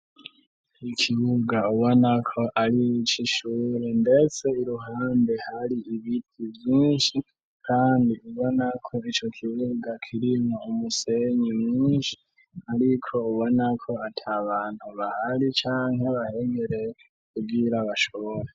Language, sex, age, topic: Rundi, male, 36-49, education